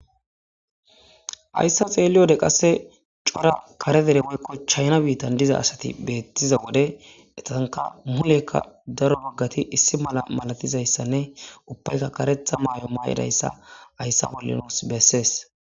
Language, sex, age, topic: Gamo, female, 18-24, government